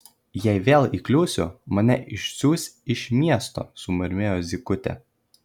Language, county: Lithuanian, Kaunas